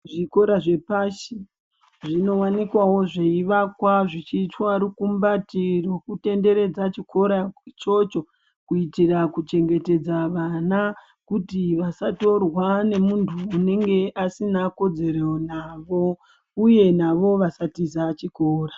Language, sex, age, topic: Ndau, female, 36-49, education